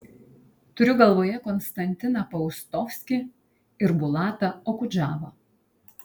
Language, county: Lithuanian, Kaunas